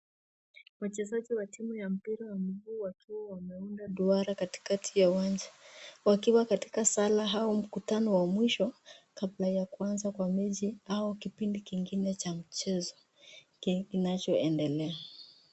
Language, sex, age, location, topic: Swahili, female, 25-35, Nakuru, government